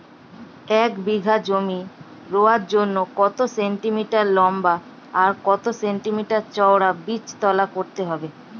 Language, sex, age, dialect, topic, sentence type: Bengali, female, 25-30, Standard Colloquial, agriculture, question